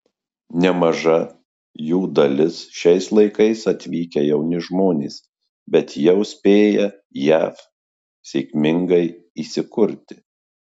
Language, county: Lithuanian, Marijampolė